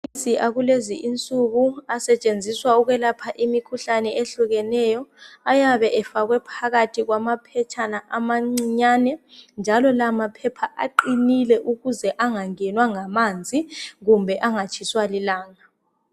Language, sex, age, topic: North Ndebele, male, 25-35, health